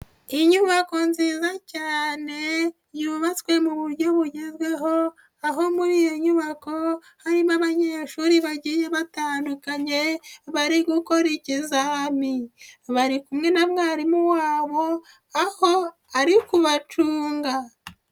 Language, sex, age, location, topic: Kinyarwanda, female, 25-35, Nyagatare, education